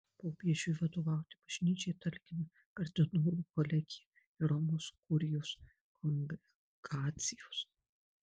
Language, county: Lithuanian, Marijampolė